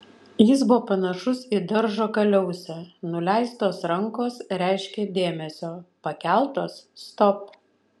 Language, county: Lithuanian, Vilnius